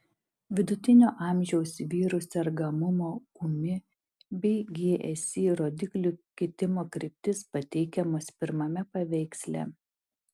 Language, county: Lithuanian, Šiauliai